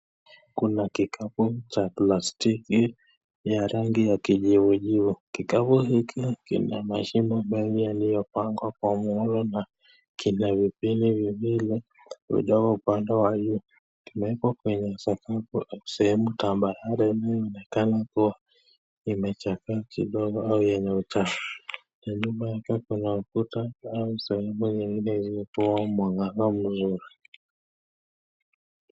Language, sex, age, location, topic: Swahili, male, 25-35, Nakuru, government